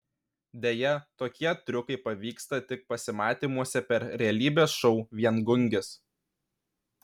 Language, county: Lithuanian, Kaunas